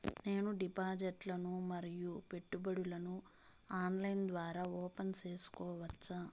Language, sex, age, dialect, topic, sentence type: Telugu, female, 31-35, Southern, banking, question